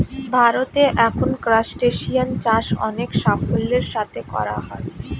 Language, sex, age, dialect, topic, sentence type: Bengali, female, 25-30, Standard Colloquial, agriculture, statement